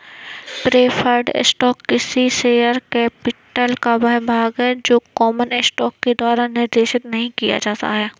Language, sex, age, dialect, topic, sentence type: Hindi, female, 60-100, Awadhi Bundeli, banking, statement